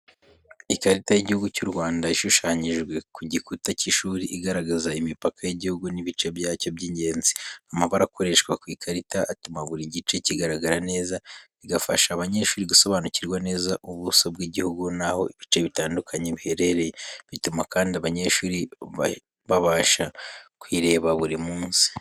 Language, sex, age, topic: Kinyarwanda, male, 18-24, education